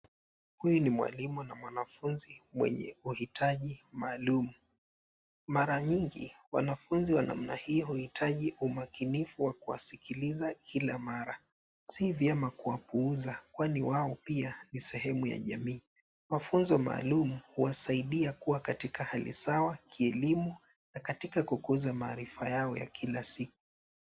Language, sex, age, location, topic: Swahili, male, 25-35, Nairobi, education